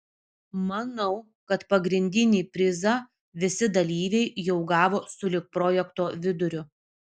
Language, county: Lithuanian, Vilnius